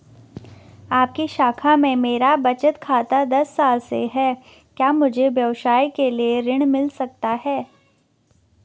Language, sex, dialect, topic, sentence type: Hindi, female, Garhwali, banking, question